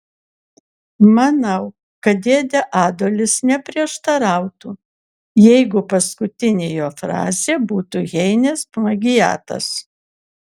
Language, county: Lithuanian, Kaunas